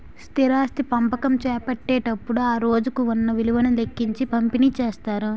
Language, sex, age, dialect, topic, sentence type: Telugu, female, 18-24, Utterandhra, banking, statement